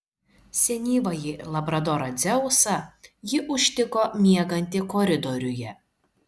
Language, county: Lithuanian, Šiauliai